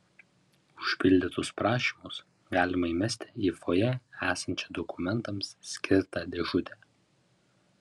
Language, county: Lithuanian, Vilnius